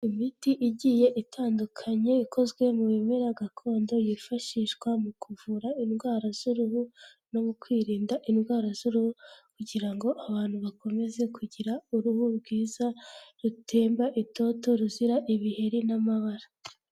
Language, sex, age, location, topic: Kinyarwanda, female, 18-24, Kigali, health